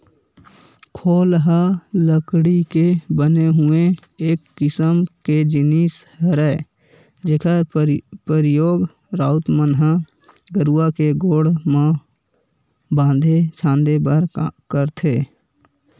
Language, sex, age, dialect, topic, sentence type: Chhattisgarhi, male, 18-24, Western/Budati/Khatahi, agriculture, statement